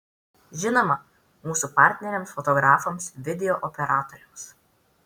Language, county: Lithuanian, Vilnius